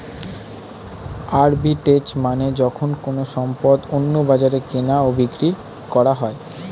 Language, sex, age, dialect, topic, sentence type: Bengali, male, 18-24, Standard Colloquial, banking, statement